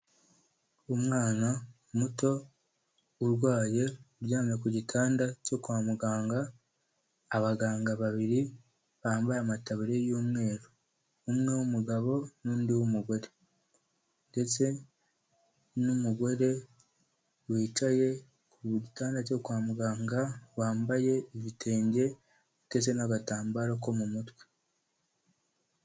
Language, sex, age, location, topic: Kinyarwanda, male, 18-24, Kigali, health